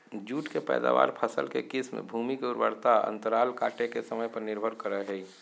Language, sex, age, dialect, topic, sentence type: Magahi, male, 60-100, Southern, agriculture, statement